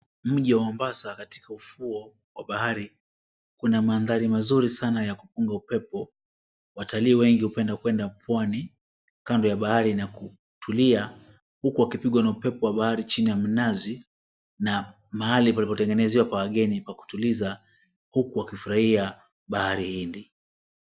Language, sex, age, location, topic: Swahili, male, 36-49, Mombasa, government